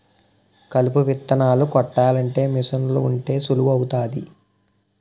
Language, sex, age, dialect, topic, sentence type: Telugu, male, 18-24, Utterandhra, agriculture, statement